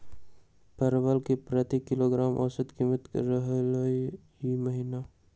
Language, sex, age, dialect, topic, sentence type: Magahi, male, 18-24, Western, agriculture, question